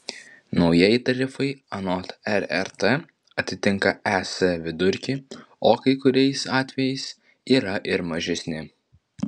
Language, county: Lithuanian, Vilnius